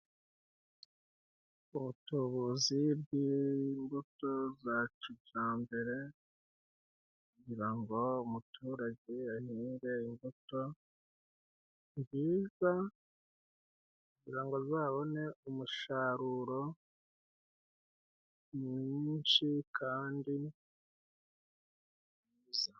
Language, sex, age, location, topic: Kinyarwanda, male, 36-49, Musanze, agriculture